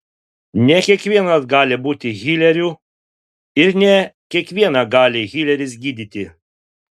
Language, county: Lithuanian, Panevėžys